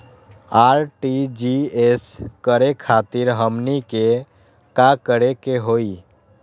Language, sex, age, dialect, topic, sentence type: Magahi, male, 18-24, Western, banking, question